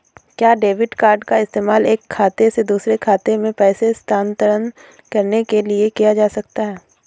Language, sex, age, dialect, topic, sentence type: Hindi, female, 18-24, Awadhi Bundeli, banking, question